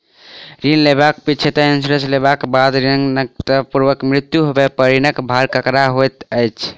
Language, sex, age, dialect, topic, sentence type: Maithili, male, 18-24, Southern/Standard, banking, question